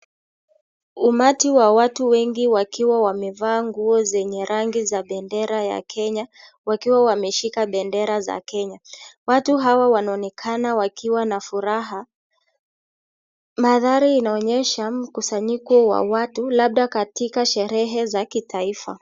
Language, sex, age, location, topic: Swahili, male, 25-35, Kisii, government